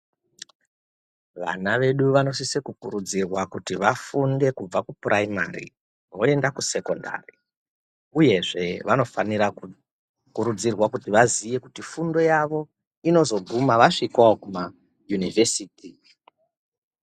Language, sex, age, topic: Ndau, female, 36-49, education